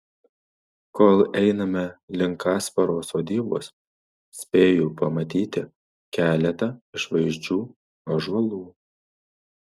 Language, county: Lithuanian, Marijampolė